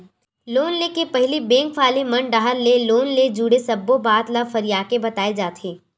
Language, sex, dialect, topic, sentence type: Chhattisgarhi, female, Western/Budati/Khatahi, banking, statement